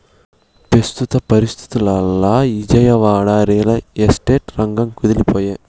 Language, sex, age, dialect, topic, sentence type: Telugu, male, 18-24, Southern, banking, statement